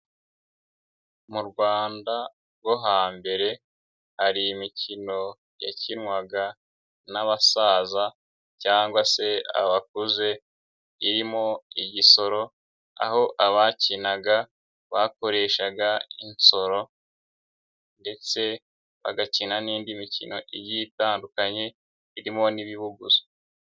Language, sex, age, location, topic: Kinyarwanda, male, 18-24, Nyagatare, government